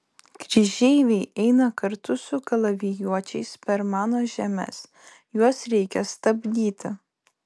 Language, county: Lithuanian, Vilnius